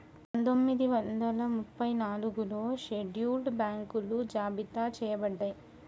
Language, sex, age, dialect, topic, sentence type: Telugu, female, 25-30, Telangana, banking, statement